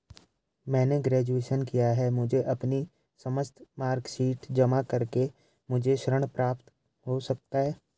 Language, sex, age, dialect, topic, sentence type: Hindi, male, 18-24, Garhwali, banking, question